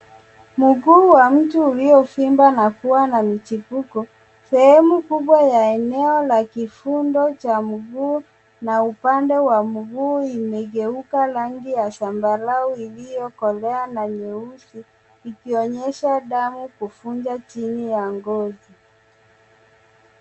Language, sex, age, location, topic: Swahili, female, 25-35, Nairobi, health